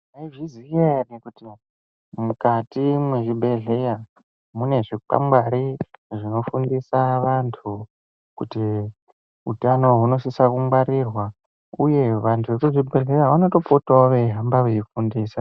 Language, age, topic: Ndau, 18-24, health